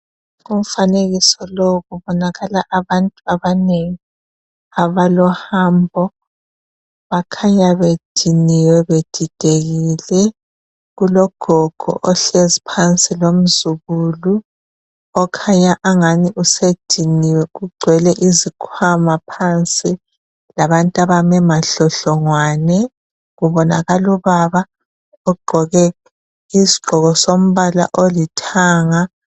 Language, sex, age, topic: North Ndebele, female, 25-35, health